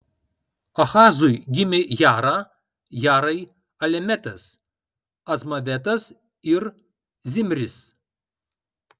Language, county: Lithuanian, Kaunas